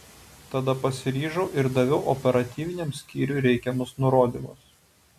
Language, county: Lithuanian, Utena